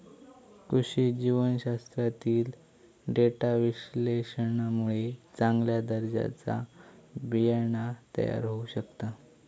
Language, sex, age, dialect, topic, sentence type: Marathi, male, 18-24, Southern Konkan, agriculture, statement